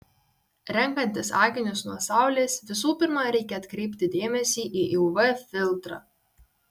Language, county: Lithuanian, Kaunas